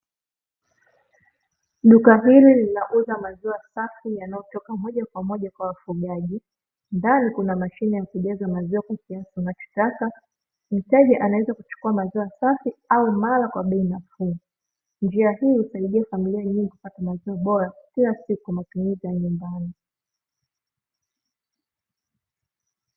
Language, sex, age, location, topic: Swahili, female, 18-24, Dar es Salaam, finance